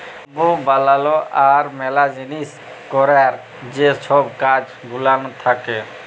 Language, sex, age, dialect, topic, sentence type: Bengali, male, 18-24, Jharkhandi, agriculture, statement